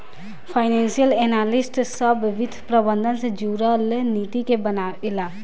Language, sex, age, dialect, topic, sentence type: Bhojpuri, female, 18-24, Southern / Standard, banking, statement